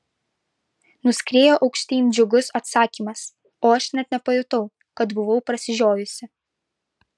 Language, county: Lithuanian, Vilnius